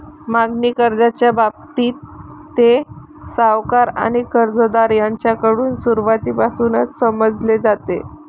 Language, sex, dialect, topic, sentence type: Marathi, female, Varhadi, banking, statement